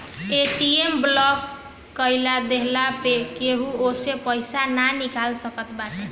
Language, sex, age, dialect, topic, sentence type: Bhojpuri, female, 18-24, Northern, banking, statement